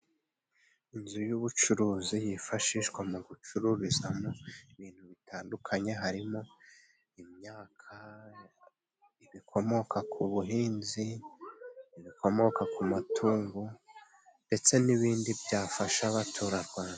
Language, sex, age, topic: Kinyarwanda, male, 25-35, finance